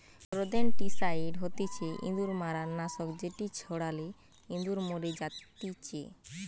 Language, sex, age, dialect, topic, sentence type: Bengali, female, 18-24, Western, agriculture, statement